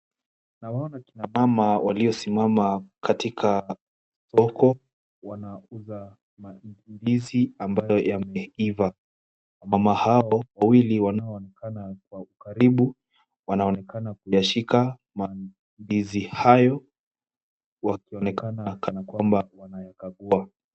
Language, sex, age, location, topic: Swahili, male, 18-24, Kisumu, agriculture